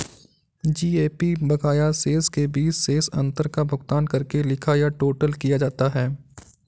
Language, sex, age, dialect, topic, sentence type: Hindi, male, 56-60, Kanauji Braj Bhasha, banking, statement